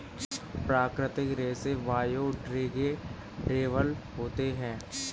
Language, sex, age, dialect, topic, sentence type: Hindi, male, 18-24, Kanauji Braj Bhasha, agriculture, statement